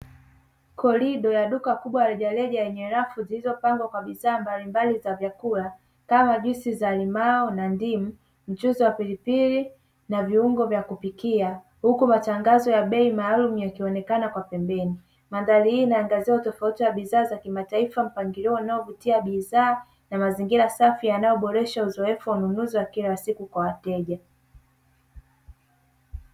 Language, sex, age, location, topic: Swahili, male, 18-24, Dar es Salaam, finance